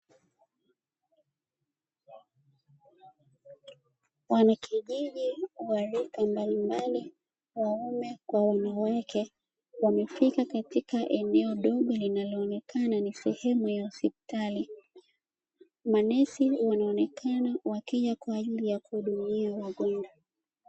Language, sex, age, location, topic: Swahili, female, 25-35, Dar es Salaam, health